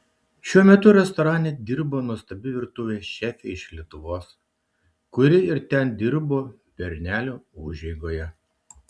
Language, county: Lithuanian, Šiauliai